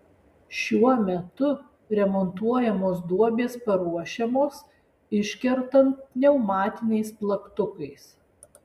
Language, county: Lithuanian, Alytus